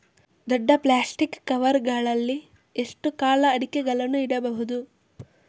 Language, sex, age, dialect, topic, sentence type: Kannada, male, 25-30, Coastal/Dakshin, agriculture, question